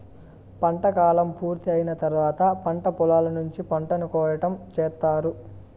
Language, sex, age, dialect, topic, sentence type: Telugu, male, 18-24, Southern, agriculture, statement